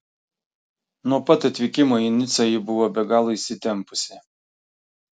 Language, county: Lithuanian, Klaipėda